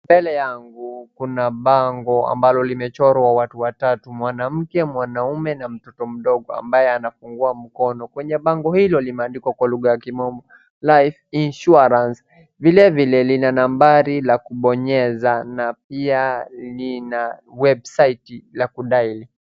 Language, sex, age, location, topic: Swahili, male, 18-24, Wajir, finance